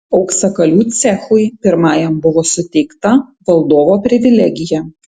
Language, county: Lithuanian, Tauragė